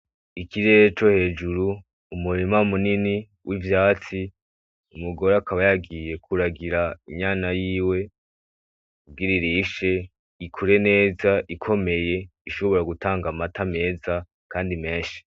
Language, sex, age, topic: Rundi, male, 18-24, agriculture